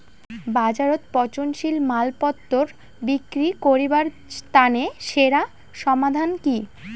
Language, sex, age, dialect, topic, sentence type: Bengali, female, <18, Rajbangshi, agriculture, statement